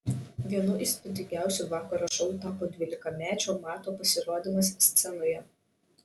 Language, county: Lithuanian, Šiauliai